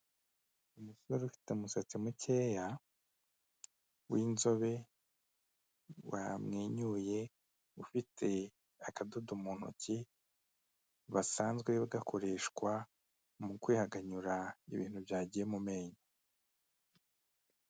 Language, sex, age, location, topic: Kinyarwanda, male, 36-49, Kigali, health